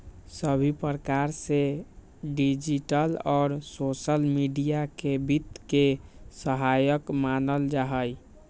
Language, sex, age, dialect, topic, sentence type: Magahi, male, 56-60, Western, banking, statement